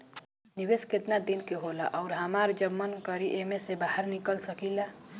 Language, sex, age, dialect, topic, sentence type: Bhojpuri, male, 18-24, Northern, banking, question